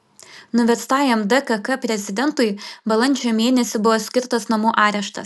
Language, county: Lithuanian, Vilnius